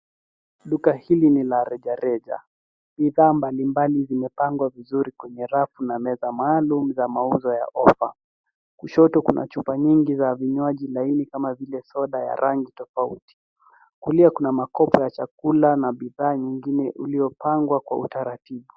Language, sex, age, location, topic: Swahili, male, 18-24, Nairobi, finance